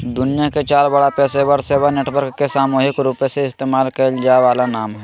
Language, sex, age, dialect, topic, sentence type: Magahi, male, 25-30, Southern, banking, statement